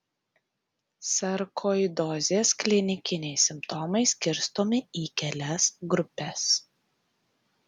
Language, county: Lithuanian, Tauragė